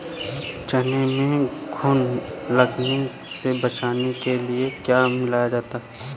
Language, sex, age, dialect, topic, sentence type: Hindi, male, 18-24, Awadhi Bundeli, agriculture, question